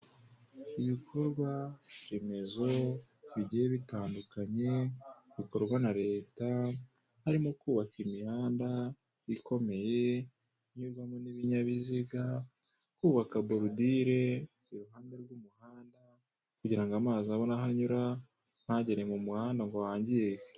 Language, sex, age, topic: Kinyarwanda, male, 18-24, government